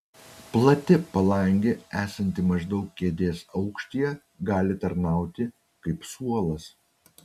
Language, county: Lithuanian, Utena